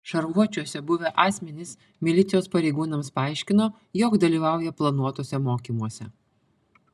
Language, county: Lithuanian, Panevėžys